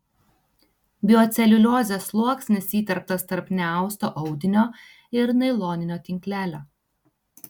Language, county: Lithuanian, Tauragė